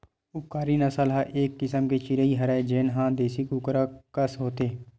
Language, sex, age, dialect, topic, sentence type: Chhattisgarhi, male, 18-24, Western/Budati/Khatahi, agriculture, statement